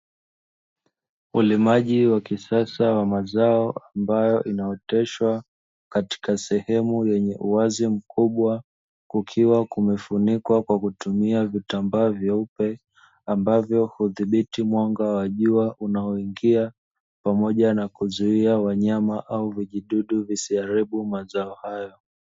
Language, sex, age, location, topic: Swahili, male, 25-35, Dar es Salaam, agriculture